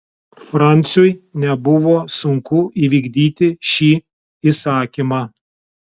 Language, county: Lithuanian, Telšiai